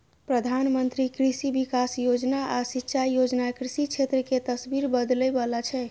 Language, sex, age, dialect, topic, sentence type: Maithili, female, 25-30, Eastern / Thethi, agriculture, statement